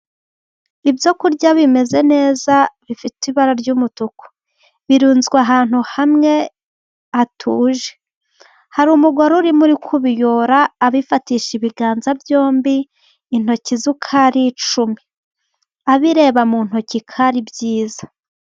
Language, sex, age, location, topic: Kinyarwanda, female, 18-24, Gakenke, agriculture